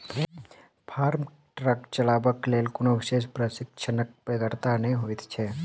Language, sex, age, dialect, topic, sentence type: Maithili, male, 18-24, Southern/Standard, agriculture, statement